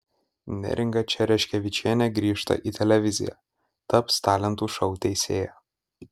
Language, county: Lithuanian, Kaunas